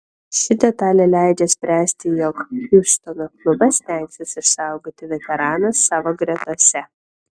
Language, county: Lithuanian, Kaunas